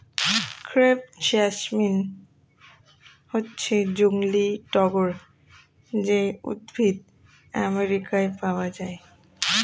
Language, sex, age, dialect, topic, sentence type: Bengali, female, <18, Standard Colloquial, agriculture, statement